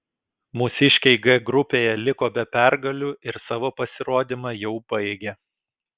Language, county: Lithuanian, Kaunas